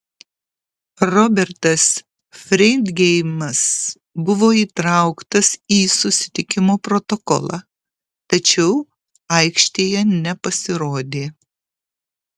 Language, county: Lithuanian, Kaunas